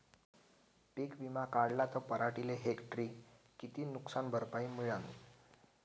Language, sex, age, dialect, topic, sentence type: Marathi, male, 18-24, Varhadi, agriculture, question